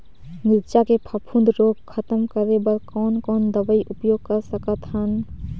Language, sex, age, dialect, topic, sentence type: Chhattisgarhi, female, 18-24, Northern/Bhandar, agriculture, question